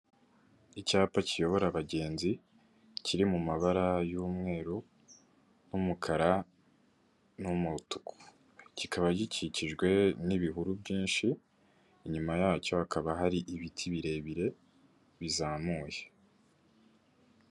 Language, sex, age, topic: Kinyarwanda, male, 18-24, government